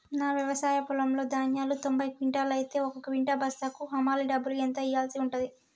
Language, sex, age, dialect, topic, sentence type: Telugu, male, 18-24, Telangana, agriculture, question